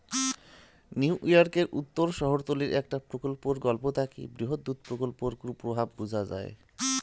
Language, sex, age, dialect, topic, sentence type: Bengali, male, 31-35, Rajbangshi, agriculture, statement